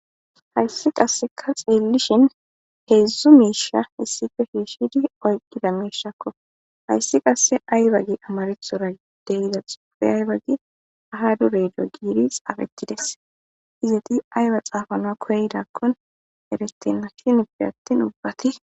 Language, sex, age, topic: Gamo, female, 25-35, government